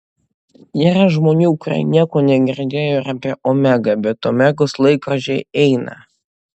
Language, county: Lithuanian, Utena